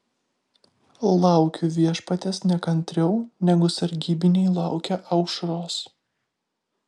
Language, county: Lithuanian, Vilnius